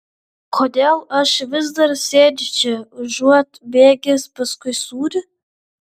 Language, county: Lithuanian, Vilnius